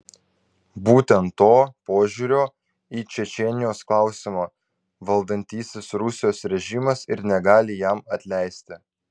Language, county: Lithuanian, Vilnius